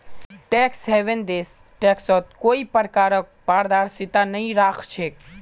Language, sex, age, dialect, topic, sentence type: Magahi, male, 18-24, Northeastern/Surjapuri, banking, statement